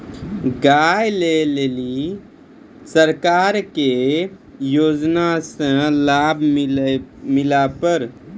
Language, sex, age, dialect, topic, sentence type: Maithili, male, 18-24, Angika, agriculture, question